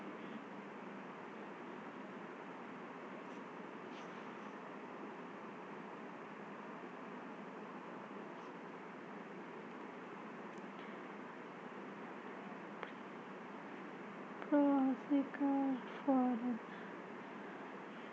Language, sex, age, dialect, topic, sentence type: Maithili, female, 36-40, Bajjika, banking, statement